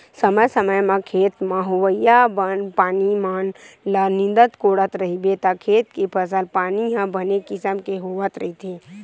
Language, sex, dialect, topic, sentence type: Chhattisgarhi, female, Western/Budati/Khatahi, agriculture, statement